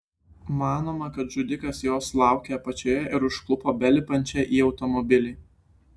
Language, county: Lithuanian, Klaipėda